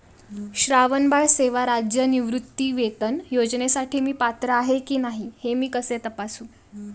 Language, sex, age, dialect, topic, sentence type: Marathi, female, 18-24, Standard Marathi, banking, question